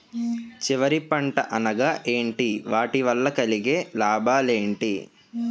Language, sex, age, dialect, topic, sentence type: Telugu, male, 18-24, Utterandhra, agriculture, question